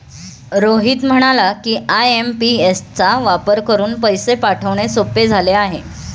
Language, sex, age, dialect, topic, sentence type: Marathi, female, 31-35, Standard Marathi, banking, statement